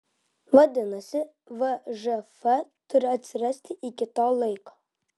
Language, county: Lithuanian, Vilnius